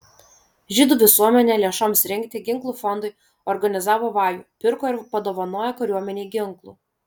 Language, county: Lithuanian, Vilnius